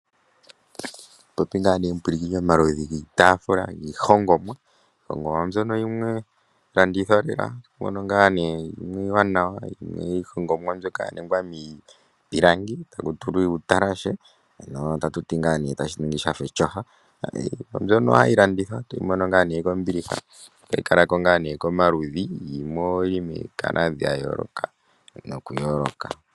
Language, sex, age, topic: Oshiwambo, male, 18-24, finance